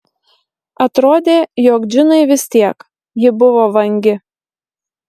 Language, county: Lithuanian, Marijampolė